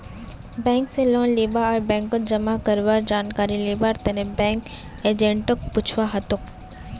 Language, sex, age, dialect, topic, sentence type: Magahi, female, 18-24, Northeastern/Surjapuri, banking, statement